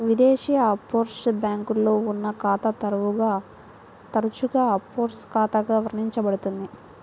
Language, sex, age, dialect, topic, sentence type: Telugu, female, 18-24, Central/Coastal, banking, statement